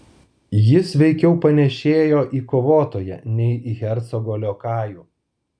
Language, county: Lithuanian, Vilnius